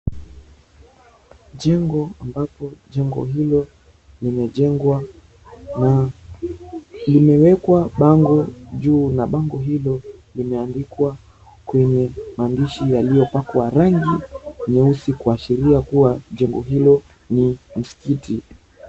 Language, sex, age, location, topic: Swahili, male, 18-24, Mombasa, government